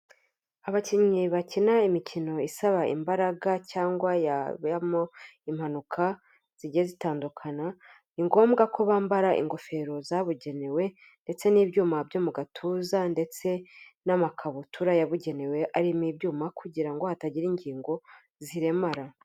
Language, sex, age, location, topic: Kinyarwanda, female, 25-35, Kigali, health